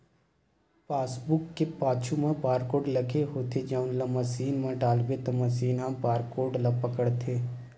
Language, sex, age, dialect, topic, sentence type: Chhattisgarhi, male, 18-24, Western/Budati/Khatahi, banking, statement